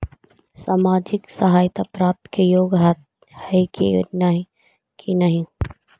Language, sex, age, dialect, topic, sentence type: Magahi, female, 56-60, Central/Standard, banking, question